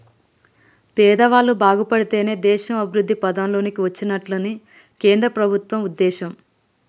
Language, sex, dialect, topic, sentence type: Telugu, female, Telangana, banking, statement